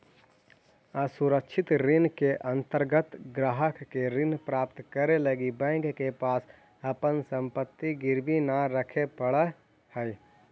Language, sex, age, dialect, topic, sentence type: Magahi, male, 18-24, Central/Standard, banking, statement